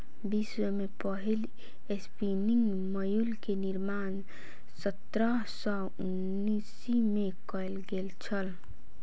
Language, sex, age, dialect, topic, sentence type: Maithili, female, 18-24, Southern/Standard, agriculture, statement